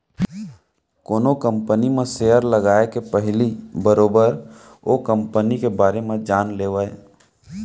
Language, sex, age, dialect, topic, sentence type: Chhattisgarhi, male, 18-24, Central, banking, statement